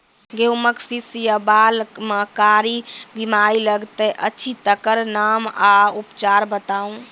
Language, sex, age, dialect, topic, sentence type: Maithili, female, 18-24, Angika, agriculture, question